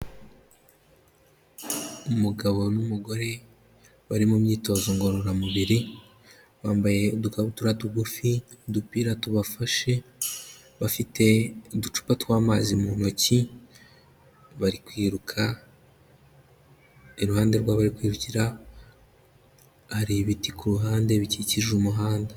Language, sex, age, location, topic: Kinyarwanda, male, 18-24, Kigali, health